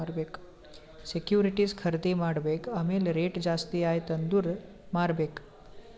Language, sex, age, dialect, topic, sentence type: Kannada, male, 18-24, Northeastern, banking, statement